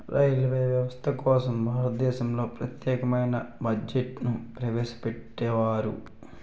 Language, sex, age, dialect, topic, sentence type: Telugu, male, 18-24, Utterandhra, banking, statement